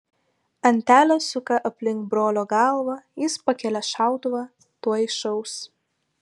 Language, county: Lithuanian, Vilnius